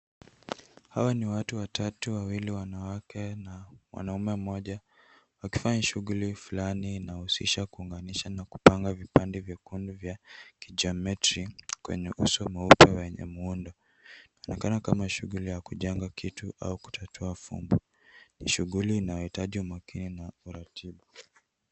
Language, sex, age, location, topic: Swahili, male, 18-24, Nairobi, education